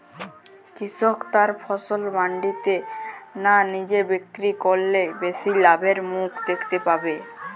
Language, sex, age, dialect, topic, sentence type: Bengali, male, <18, Jharkhandi, agriculture, question